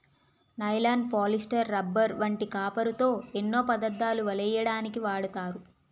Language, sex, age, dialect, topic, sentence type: Telugu, female, 18-24, Utterandhra, agriculture, statement